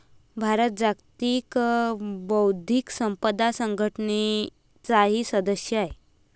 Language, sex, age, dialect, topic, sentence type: Marathi, female, 25-30, Varhadi, banking, statement